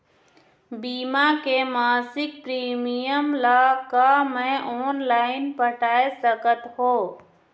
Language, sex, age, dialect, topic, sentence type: Chhattisgarhi, female, 25-30, Eastern, banking, question